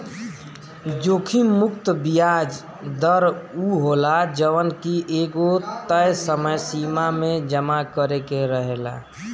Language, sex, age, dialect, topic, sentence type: Bhojpuri, male, 25-30, Northern, banking, statement